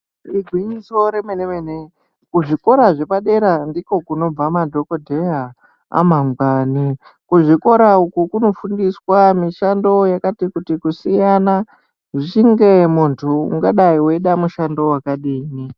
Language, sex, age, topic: Ndau, male, 50+, education